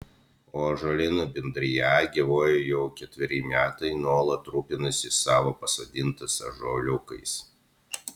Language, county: Lithuanian, Utena